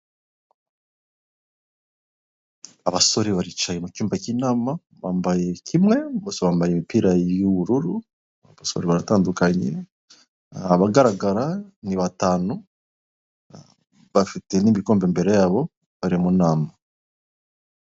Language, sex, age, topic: Kinyarwanda, male, 36-49, government